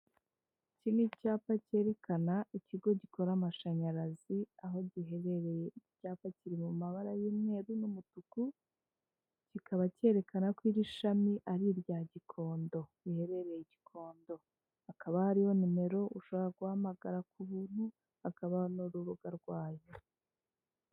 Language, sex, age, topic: Kinyarwanda, female, 25-35, government